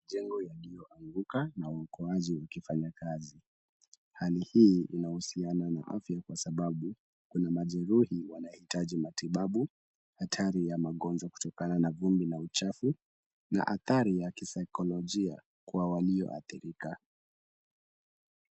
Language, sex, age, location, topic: Swahili, male, 18-24, Kisumu, health